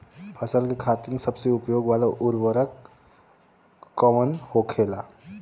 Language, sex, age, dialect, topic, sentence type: Bhojpuri, male, 18-24, Western, agriculture, question